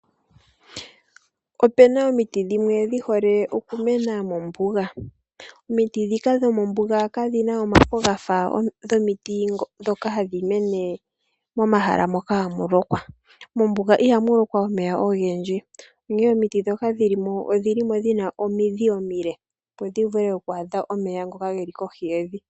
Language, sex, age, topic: Oshiwambo, male, 18-24, agriculture